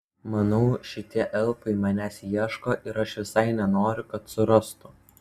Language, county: Lithuanian, Utena